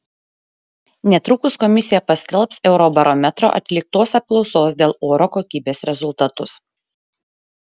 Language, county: Lithuanian, Šiauliai